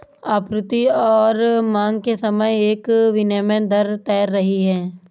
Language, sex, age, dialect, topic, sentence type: Hindi, female, 18-24, Marwari Dhudhari, banking, statement